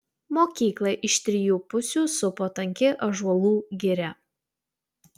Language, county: Lithuanian, Utena